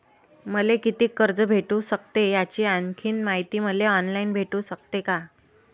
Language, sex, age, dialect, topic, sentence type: Marathi, female, 25-30, Varhadi, banking, question